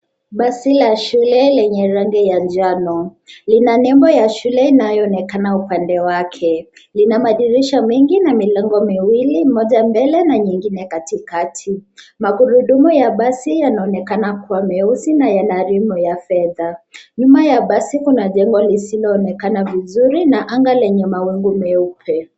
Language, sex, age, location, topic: Swahili, female, 18-24, Nairobi, education